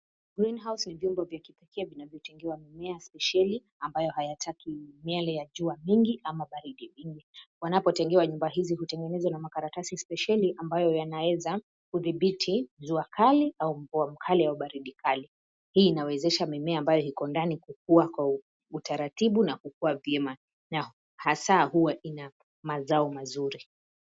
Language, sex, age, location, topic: Swahili, female, 25-35, Nairobi, agriculture